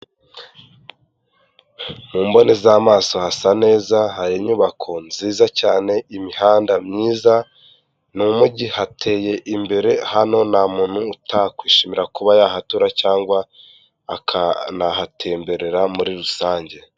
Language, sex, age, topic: Kinyarwanda, male, 18-24, health